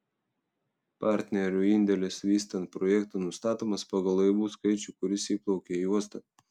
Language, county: Lithuanian, Telšiai